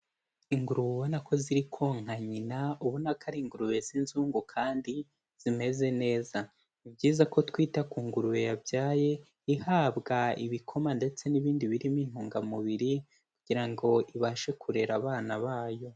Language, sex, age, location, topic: Kinyarwanda, male, 18-24, Kigali, agriculture